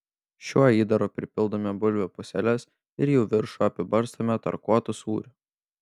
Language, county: Lithuanian, Panevėžys